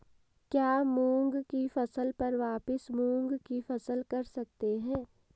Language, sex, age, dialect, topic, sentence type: Hindi, female, 18-24, Marwari Dhudhari, agriculture, question